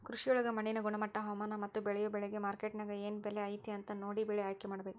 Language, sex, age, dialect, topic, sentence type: Kannada, female, 31-35, Dharwad Kannada, agriculture, statement